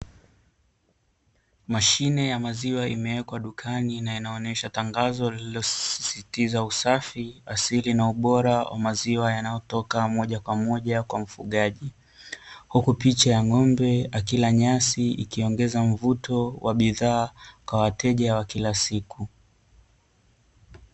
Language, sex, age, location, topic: Swahili, male, 18-24, Dar es Salaam, finance